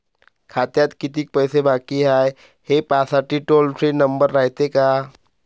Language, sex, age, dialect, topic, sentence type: Marathi, male, 25-30, Varhadi, banking, question